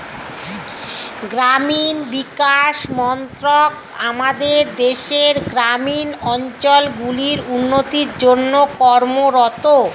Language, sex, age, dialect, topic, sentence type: Bengali, female, 46-50, Standard Colloquial, agriculture, statement